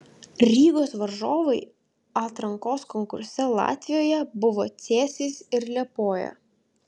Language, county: Lithuanian, Vilnius